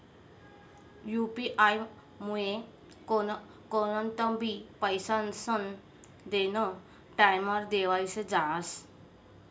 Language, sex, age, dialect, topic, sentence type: Marathi, female, 36-40, Northern Konkan, banking, statement